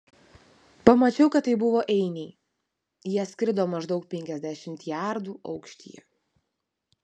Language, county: Lithuanian, Vilnius